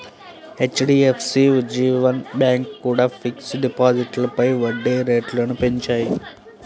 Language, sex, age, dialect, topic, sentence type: Telugu, male, 18-24, Central/Coastal, banking, statement